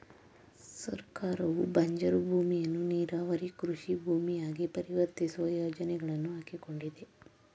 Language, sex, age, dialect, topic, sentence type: Kannada, female, 18-24, Mysore Kannada, agriculture, statement